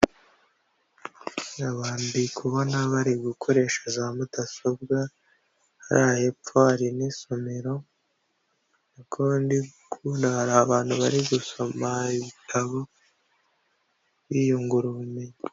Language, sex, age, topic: Kinyarwanda, female, 25-35, government